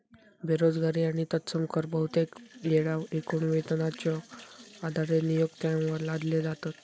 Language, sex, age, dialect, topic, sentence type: Marathi, male, 18-24, Southern Konkan, banking, statement